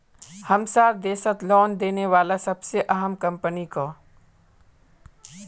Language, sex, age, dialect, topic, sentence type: Magahi, female, 25-30, Northeastern/Surjapuri, banking, statement